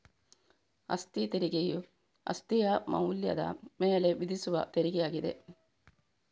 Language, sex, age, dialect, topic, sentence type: Kannada, female, 25-30, Coastal/Dakshin, banking, statement